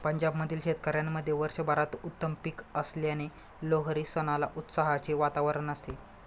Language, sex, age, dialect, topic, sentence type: Marathi, male, 25-30, Standard Marathi, agriculture, statement